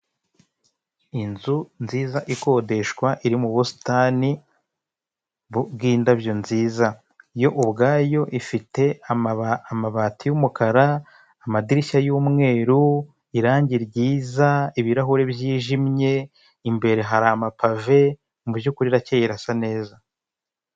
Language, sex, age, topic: Kinyarwanda, male, 25-35, finance